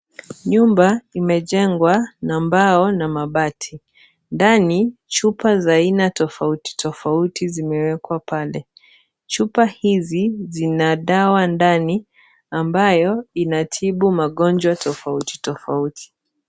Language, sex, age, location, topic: Swahili, female, 18-24, Kisii, health